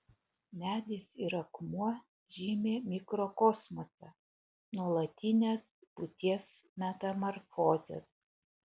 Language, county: Lithuanian, Utena